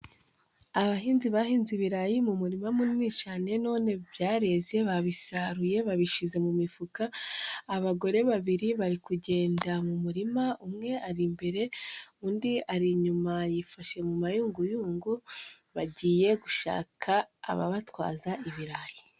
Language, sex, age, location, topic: Kinyarwanda, female, 25-35, Musanze, agriculture